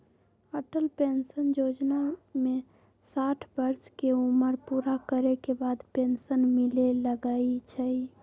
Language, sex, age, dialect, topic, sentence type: Magahi, female, 41-45, Western, banking, statement